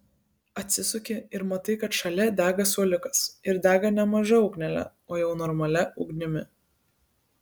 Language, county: Lithuanian, Kaunas